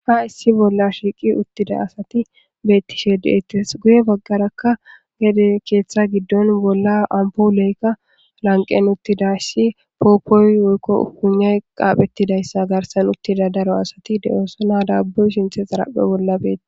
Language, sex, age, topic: Gamo, male, 18-24, government